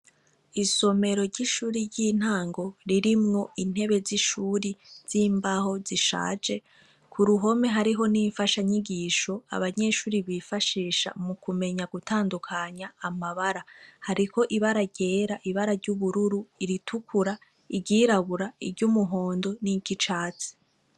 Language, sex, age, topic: Rundi, female, 25-35, education